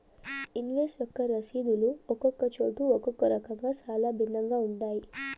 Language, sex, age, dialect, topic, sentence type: Telugu, female, 18-24, Southern, banking, statement